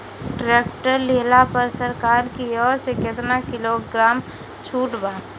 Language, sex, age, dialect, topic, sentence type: Bhojpuri, female, 18-24, Northern, agriculture, question